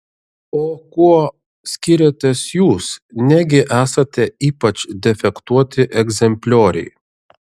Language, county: Lithuanian, Šiauliai